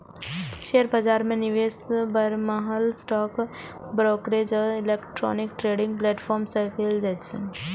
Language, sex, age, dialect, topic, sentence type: Maithili, female, 18-24, Eastern / Thethi, banking, statement